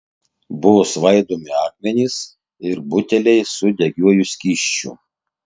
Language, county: Lithuanian, Tauragė